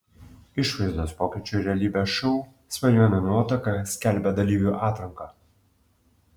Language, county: Lithuanian, Klaipėda